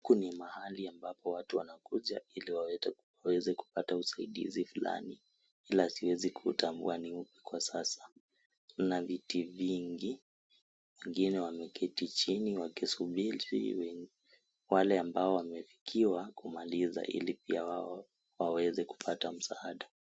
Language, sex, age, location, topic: Swahili, male, 18-24, Kisii, government